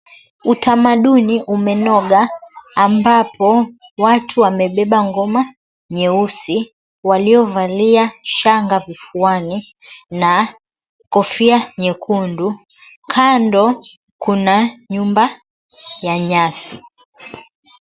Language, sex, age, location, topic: Swahili, female, 25-35, Mombasa, government